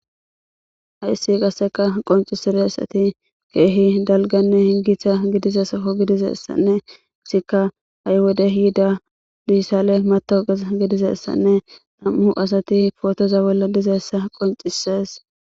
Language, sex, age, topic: Gamo, female, 18-24, government